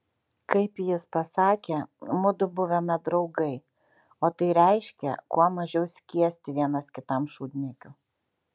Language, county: Lithuanian, Kaunas